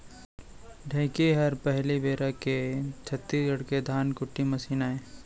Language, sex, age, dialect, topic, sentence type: Chhattisgarhi, male, 18-24, Central, agriculture, statement